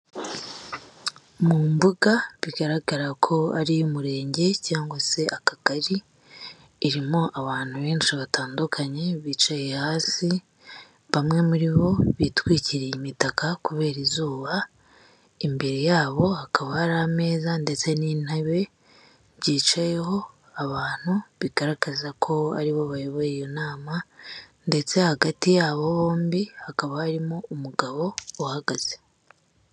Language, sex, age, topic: Kinyarwanda, male, 36-49, government